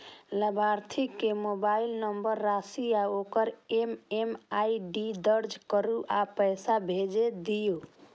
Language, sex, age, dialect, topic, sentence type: Maithili, female, 25-30, Eastern / Thethi, banking, statement